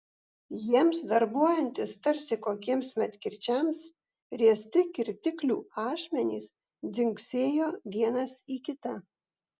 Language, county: Lithuanian, Vilnius